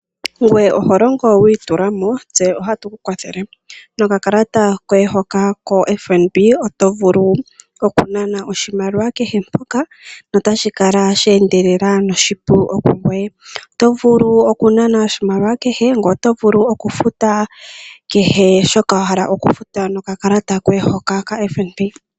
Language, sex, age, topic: Oshiwambo, female, 18-24, finance